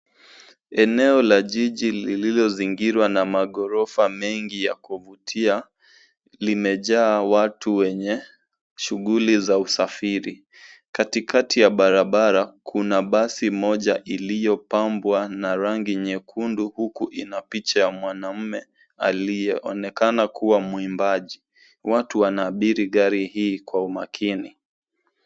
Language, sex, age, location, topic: Swahili, male, 18-24, Nairobi, government